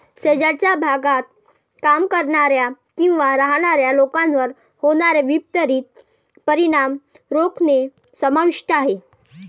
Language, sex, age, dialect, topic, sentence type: Marathi, female, 18-24, Varhadi, agriculture, statement